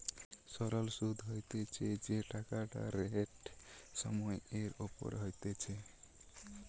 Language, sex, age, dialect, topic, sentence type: Bengali, male, 18-24, Western, banking, statement